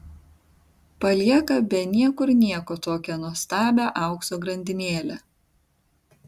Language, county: Lithuanian, Tauragė